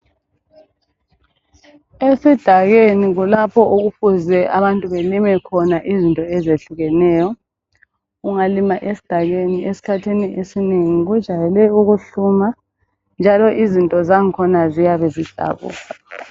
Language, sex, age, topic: North Ndebele, female, 25-35, health